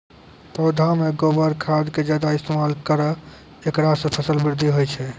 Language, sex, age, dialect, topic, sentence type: Maithili, male, 18-24, Angika, agriculture, question